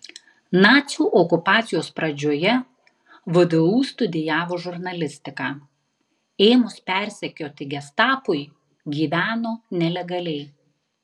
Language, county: Lithuanian, Tauragė